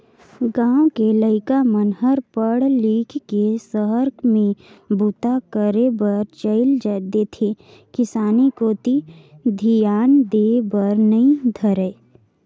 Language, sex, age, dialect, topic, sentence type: Chhattisgarhi, female, 56-60, Northern/Bhandar, agriculture, statement